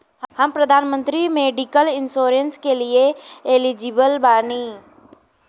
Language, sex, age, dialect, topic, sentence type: Bhojpuri, female, 18-24, Western, banking, question